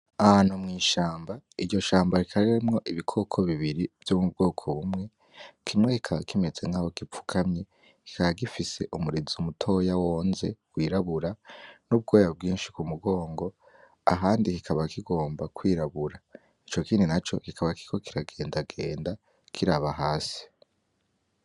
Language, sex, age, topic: Rundi, male, 18-24, agriculture